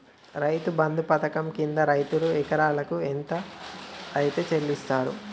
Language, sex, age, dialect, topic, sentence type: Telugu, male, 18-24, Telangana, agriculture, question